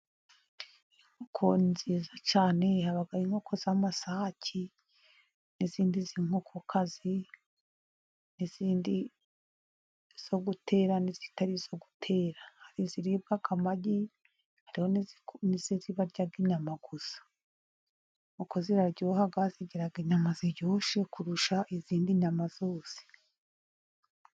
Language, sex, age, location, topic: Kinyarwanda, female, 50+, Musanze, agriculture